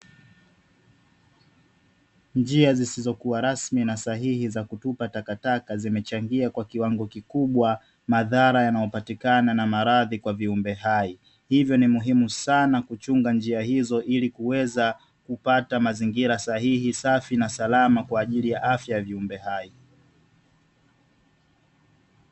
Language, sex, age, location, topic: Swahili, male, 18-24, Dar es Salaam, government